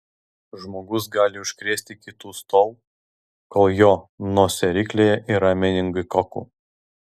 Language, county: Lithuanian, Vilnius